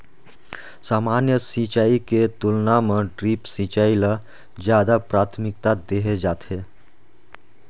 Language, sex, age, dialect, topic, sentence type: Chhattisgarhi, male, 31-35, Northern/Bhandar, agriculture, statement